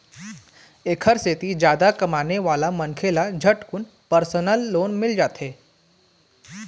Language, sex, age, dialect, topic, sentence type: Chhattisgarhi, male, 18-24, Eastern, banking, statement